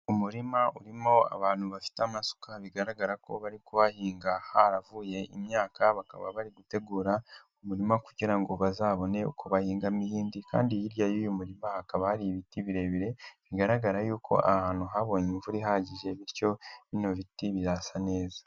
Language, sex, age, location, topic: Kinyarwanda, male, 18-24, Nyagatare, agriculture